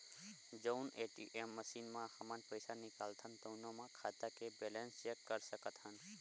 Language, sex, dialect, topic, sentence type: Chhattisgarhi, male, Western/Budati/Khatahi, banking, statement